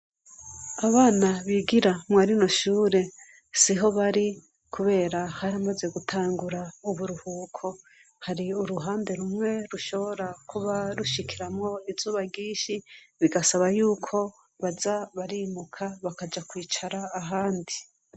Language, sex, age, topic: Rundi, female, 25-35, education